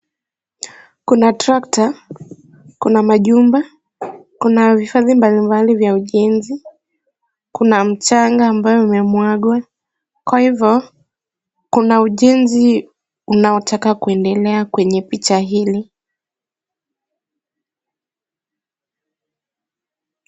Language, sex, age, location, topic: Swahili, female, 18-24, Kisumu, government